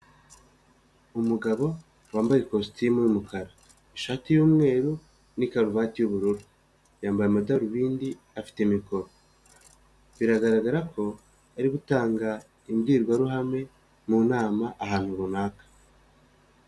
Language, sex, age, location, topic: Kinyarwanda, male, 25-35, Nyagatare, government